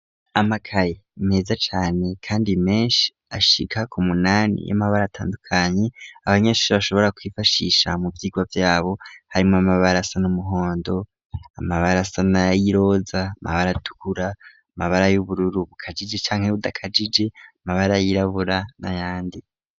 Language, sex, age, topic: Rundi, male, 18-24, education